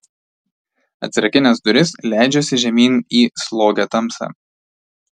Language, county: Lithuanian, Tauragė